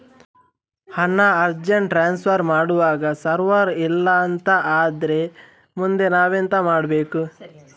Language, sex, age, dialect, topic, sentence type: Kannada, male, 18-24, Coastal/Dakshin, banking, question